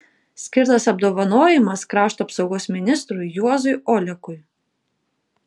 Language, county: Lithuanian, Kaunas